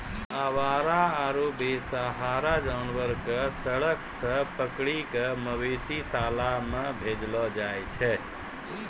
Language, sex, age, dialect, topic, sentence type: Maithili, male, 60-100, Angika, agriculture, statement